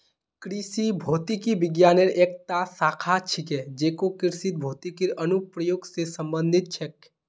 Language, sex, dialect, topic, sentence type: Magahi, male, Northeastern/Surjapuri, agriculture, statement